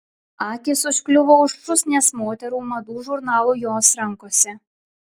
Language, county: Lithuanian, Klaipėda